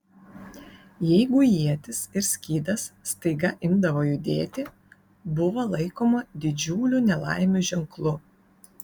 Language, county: Lithuanian, Vilnius